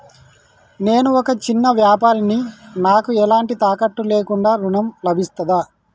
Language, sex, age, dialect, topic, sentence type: Telugu, male, 31-35, Telangana, banking, question